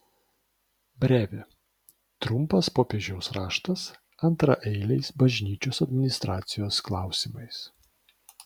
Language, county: Lithuanian, Vilnius